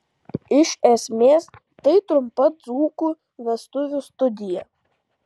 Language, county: Lithuanian, Kaunas